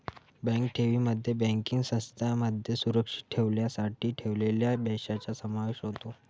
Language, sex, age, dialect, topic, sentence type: Marathi, male, 18-24, Varhadi, banking, statement